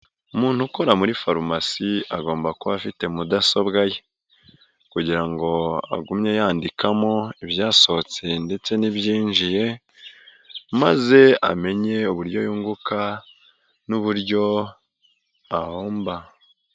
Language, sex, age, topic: Kinyarwanda, male, 18-24, health